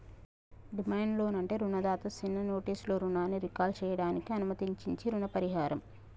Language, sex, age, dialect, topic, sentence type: Telugu, female, 31-35, Telangana, banking, statement